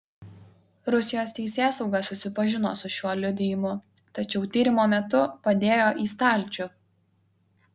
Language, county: Lithuanian, Kaunas